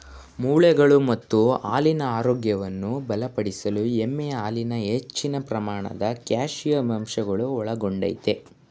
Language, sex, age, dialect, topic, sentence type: Kannada, male, 18-24, Mysore Kannada, agriculture, statement